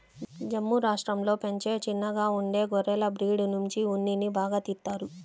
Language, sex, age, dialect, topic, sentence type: Telugu, female, 31-35, Central/Coastal, agriculture, statement